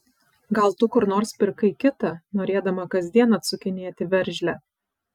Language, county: Lithuanian, Vilnius